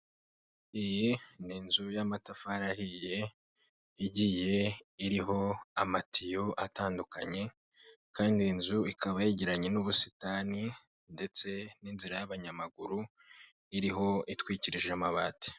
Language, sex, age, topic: Kinyarwanda, male, 25-35, government